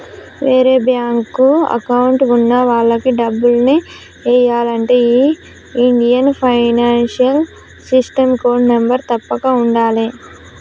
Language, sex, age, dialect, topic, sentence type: Telugu, male, 18-24, Telangana, banking, statement